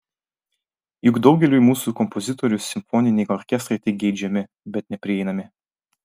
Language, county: Lithuanian, Vilnius